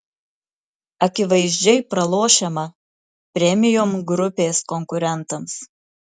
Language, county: Lithuanian, Marijampolė